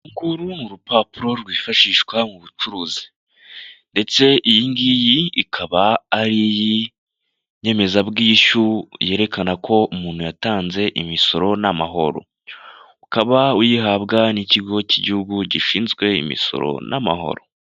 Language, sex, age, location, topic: Kinyarwanda, male, 18-24, Kigali, finance